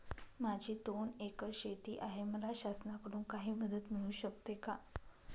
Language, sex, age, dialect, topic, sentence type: Marathi, female, 31-35, Northern Konkan, agriculture, question